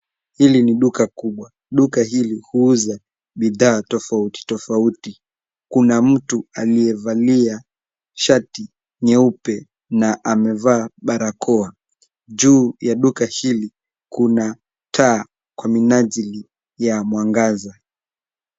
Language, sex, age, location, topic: Swahili, male, 18-24, Nairobi, finance